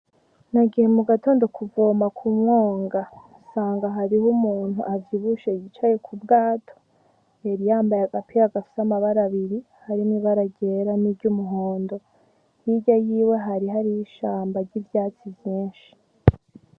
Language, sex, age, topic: Rundi, female, 18-24, agriculture